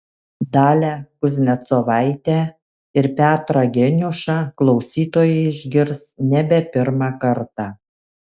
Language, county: Lithuanian, Kaunas